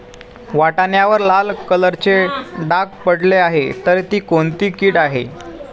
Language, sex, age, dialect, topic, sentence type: Marathi, male, 18-24, Standard Marathi, agriculture, question